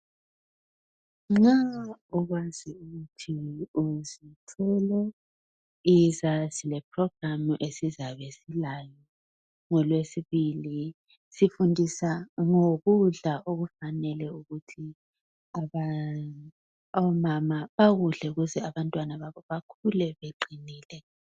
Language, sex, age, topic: North Ndebele, female, 25-35, health